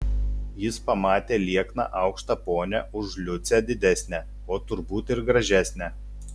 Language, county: Lithuanian, Telšiai